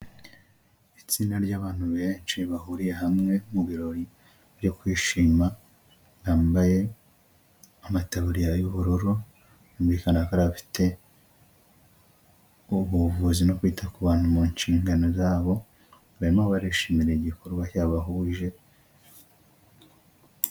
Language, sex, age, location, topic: Kinyarwanda, male, 25-35, Huye, health